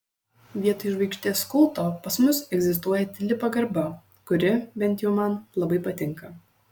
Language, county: Lithuanian, Šiauliai